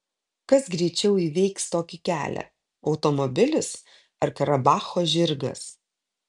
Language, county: Lithuanian, Kaunas